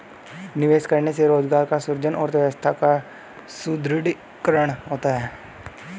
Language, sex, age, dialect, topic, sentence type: Hindi, male, 18-24, Hindustani Malvi Khadi Boli, banking, statement